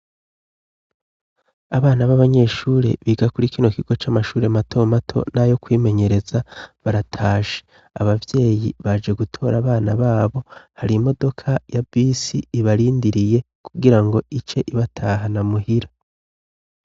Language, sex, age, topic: Rundi, male, 36-49, education